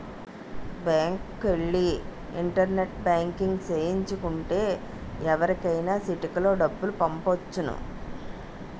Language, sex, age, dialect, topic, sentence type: Telugu, female, 41-45, Utterandhra, banking, statement